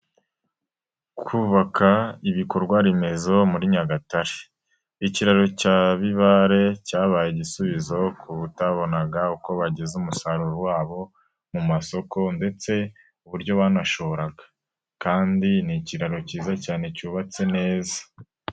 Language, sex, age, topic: Kinyarwanda, male, 18-24, government